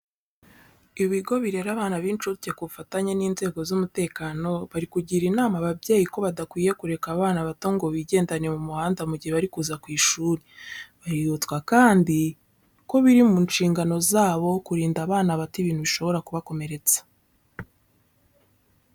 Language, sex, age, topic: Kinyarwanda, female, 18-24, education